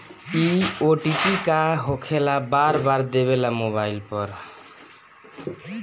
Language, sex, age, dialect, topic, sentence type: Bhojpuri, male, 51-55, Northern, banking, question